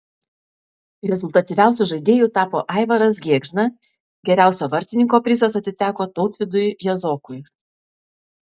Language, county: Lithuanian, Vilnius